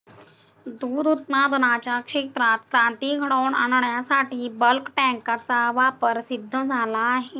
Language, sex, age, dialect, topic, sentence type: Marathi, female, 60-100, Standard Marathi, agriculture, statement